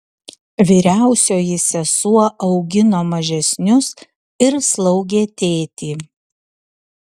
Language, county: Lithuanian, Utena